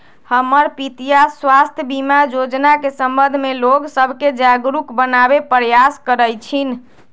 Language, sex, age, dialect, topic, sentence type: Magahi, female, 25-30, Western, banking, statement